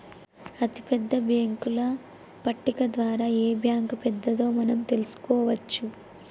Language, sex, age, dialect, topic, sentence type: Telugu, female, 18-24, Telangana, banking, statement